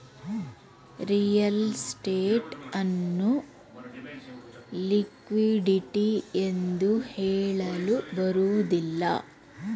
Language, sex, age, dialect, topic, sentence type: Kannada, female, 36-40, Mysore Kannada, banking, statement